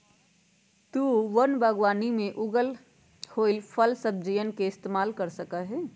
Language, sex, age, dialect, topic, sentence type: Magahi, female, 56-60, Western, agriculture, statement